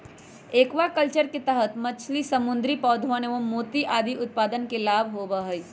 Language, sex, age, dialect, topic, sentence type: Magahi, male, 25-30, Western, agriculture, statement